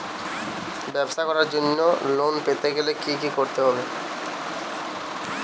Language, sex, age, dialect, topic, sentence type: Bengali, male, 18-24, Western, banking, question